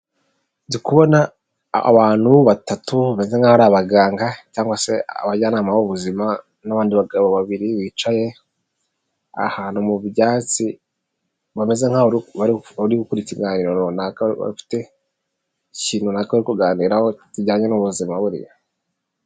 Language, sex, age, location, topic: Kinyarwanda, male, 18-24, Nyagatare, health